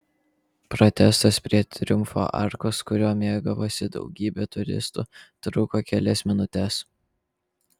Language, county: Lithuanian, Vilnius